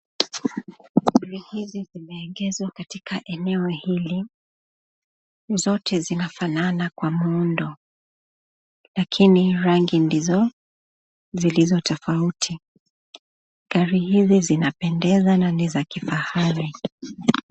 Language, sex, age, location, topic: Swahili, female, 25-35, Nakuru, finance